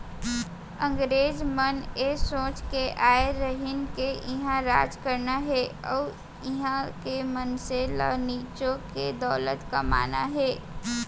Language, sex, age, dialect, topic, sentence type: Chhattisgarhi, female, 18-24, Central, agriculture, statement